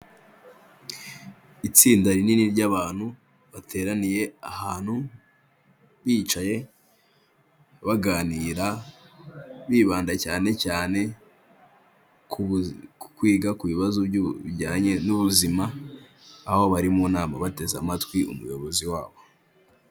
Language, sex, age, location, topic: Kinyarwanda, male, 18-24, Kigali, health